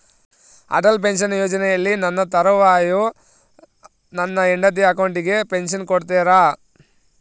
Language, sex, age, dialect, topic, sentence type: Kannada, male, 25-30, Central, banking, question